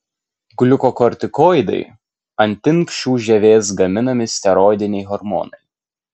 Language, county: Lithuanian, Kaunas